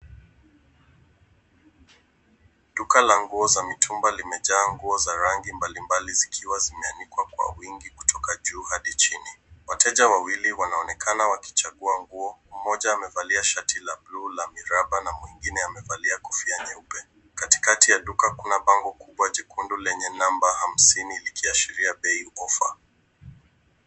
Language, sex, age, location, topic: Swahili, male, 18-24, Nairobi, finance